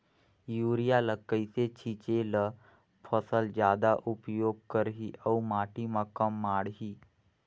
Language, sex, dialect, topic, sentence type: Chhattisgarhi, male, Northern/Bhandar, agriculture, question